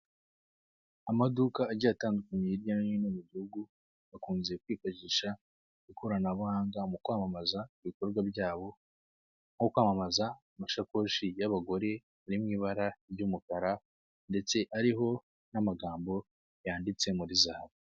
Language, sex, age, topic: Kinyarwanda, male, 25-35, finance